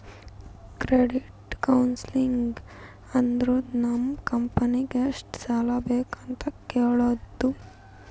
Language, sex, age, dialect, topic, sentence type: Kannada, female, 18-24, Northeastern, banking, statement